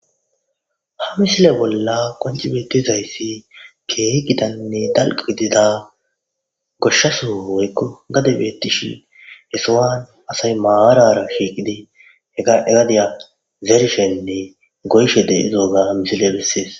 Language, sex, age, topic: Gamo, male, 18-24, agriculture